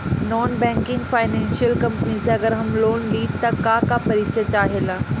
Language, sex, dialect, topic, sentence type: Bhojpuri, female, Northern, banking, question